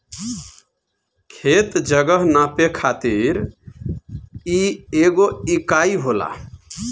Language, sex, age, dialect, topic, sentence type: Bhojpuri, male, 41-45, Northern, agriculture, statement